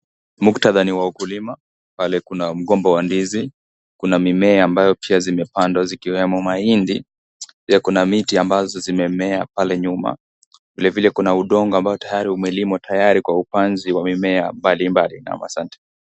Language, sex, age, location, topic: Swahili, male, 18-24, Kisii, agriculture